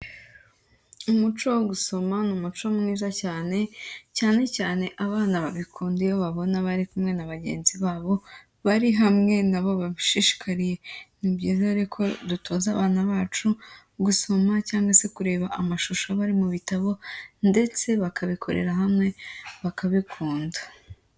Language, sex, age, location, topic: Kinyarwanda, female, 18-24, Huye, education